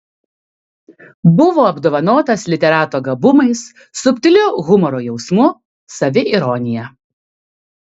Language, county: Lithuanian, Kaunas